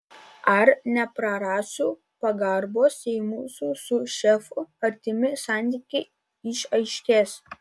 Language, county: Lithuanian, Vilnius